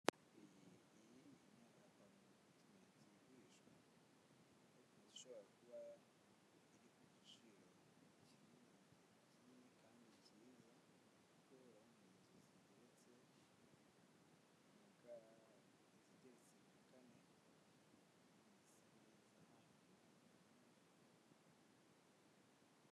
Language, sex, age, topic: Kinyarwanda, male, 18-24, finance